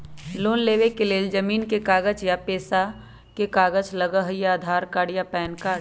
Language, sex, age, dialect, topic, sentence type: Magahi, male, 18-24, Western, banking, question